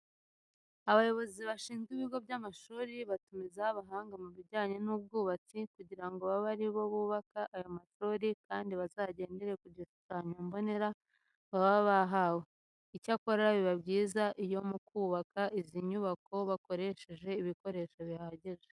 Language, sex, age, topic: Kinyarwanda, female, 25-35, education